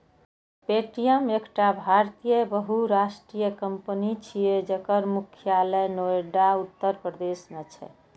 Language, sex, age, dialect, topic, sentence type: Maithili, female, 18-24, Eastern / Thethi, banking, statement